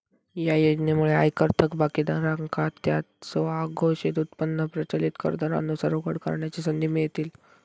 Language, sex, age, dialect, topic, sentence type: Marathi, male, 18-24, Southern Konkan, banking, statement